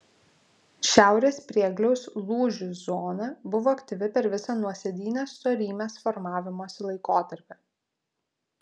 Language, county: Lithuanian, Vilnius